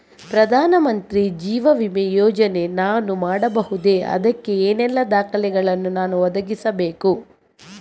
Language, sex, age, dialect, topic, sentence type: Kannada, female, 31-35, Coastal/Dakshin, banking, question